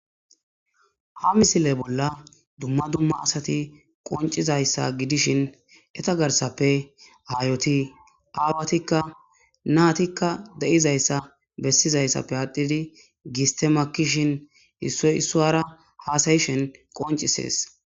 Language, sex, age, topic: Gamo, male, 18-24, agriculture